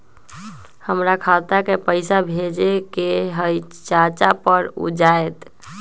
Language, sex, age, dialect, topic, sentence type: Magahi, female, 18-24, Western, banking, question